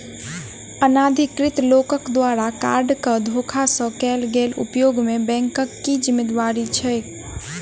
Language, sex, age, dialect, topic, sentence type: Maithili, female, 18-24, Southern/Standard, banking, question